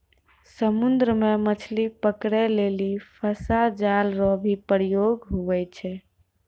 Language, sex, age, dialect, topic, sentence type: Maithili, female, 18-24, Angika, agriculture, statement